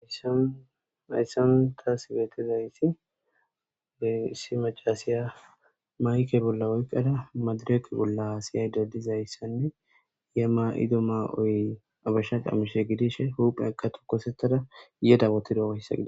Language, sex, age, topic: Gamo, male, 18-24, government